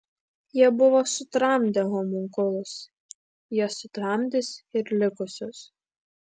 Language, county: Lithuanian, Klaipėda